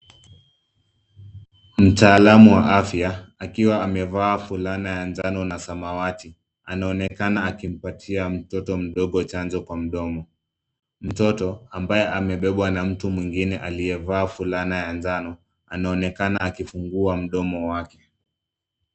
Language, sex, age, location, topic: Swahili, male, 25-35, Nairobi, health